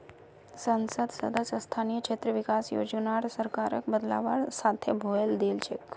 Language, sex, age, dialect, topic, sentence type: Magahi, female, 31-35, Northeastern/Surjapuri, banking, statement